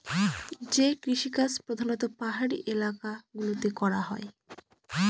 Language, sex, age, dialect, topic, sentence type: Bengali, female, 18-24, Northern/Varendri, agriculture, statement